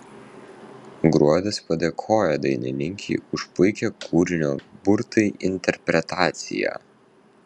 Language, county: Lithuanian, Vilnius